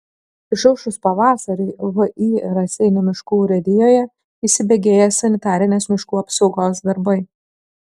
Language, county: Lithuanian, Kaunas